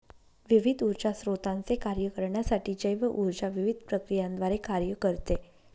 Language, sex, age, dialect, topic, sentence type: Marathi, female, 25-30, Northern Konkan, agriculture, statement